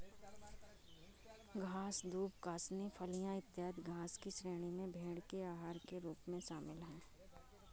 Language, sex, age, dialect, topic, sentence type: Hindi, female, 25-30, Awadhi Bundeli, agriculture, statement